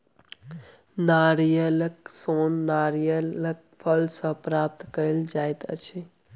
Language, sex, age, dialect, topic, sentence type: Maithili, male, 18-24, Southern/Standard, agriculture, statement